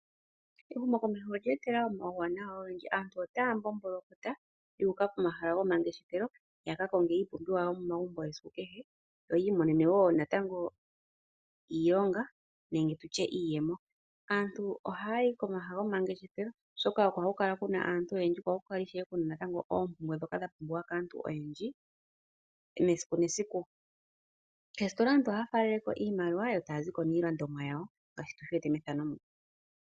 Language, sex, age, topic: Oshiwambo, female, 25-35, finance